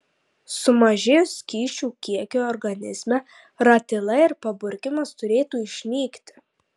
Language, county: Lithuanian, Marijampolė